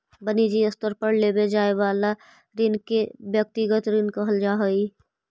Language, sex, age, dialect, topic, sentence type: Magahi, female, 25-30, Central/Standard, banking, statement